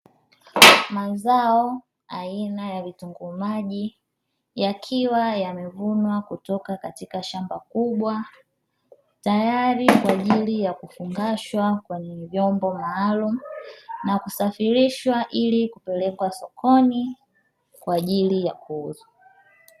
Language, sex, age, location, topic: Swahili, male, 18-24, Dar es Salaam, agriculture